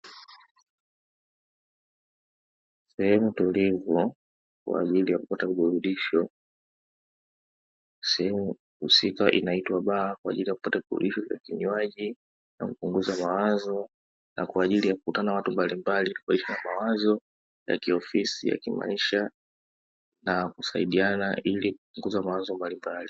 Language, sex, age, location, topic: Swahili, male, 18-24, Dar es Salaam, finance